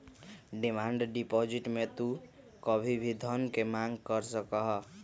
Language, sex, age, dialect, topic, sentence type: Magahi, male, 31-35, Western, banking, statement